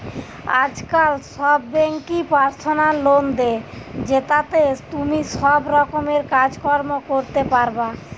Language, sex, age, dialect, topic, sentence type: Bengali, female, 25-30, Western, banking, statement